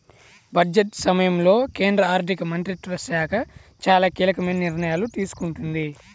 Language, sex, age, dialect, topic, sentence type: Telugu, male, 18-24, Central/Coastal, banking, statement